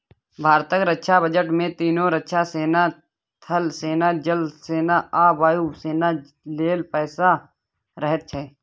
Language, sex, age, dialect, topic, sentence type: Maithili, male, 31-35, Bajjika, banking, statement